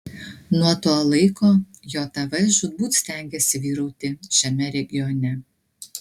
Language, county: Lithuanian, Klaipėda